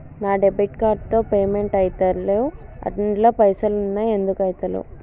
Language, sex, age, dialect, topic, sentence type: Telugu, male, 18-24, Telangana, banking, question